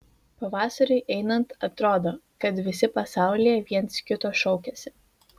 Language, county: Lithuanian, Vilnius